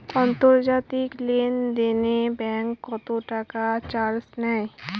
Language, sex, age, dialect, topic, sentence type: Bengali, female, 18-24, Rajbangshi, banking, question